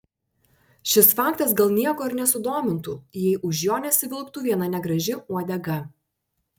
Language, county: Lithuanian, Panevėžys